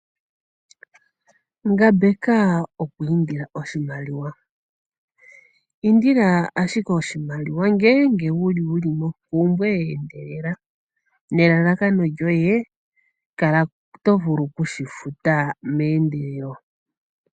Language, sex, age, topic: Oshiwambo, female, 25-35, finance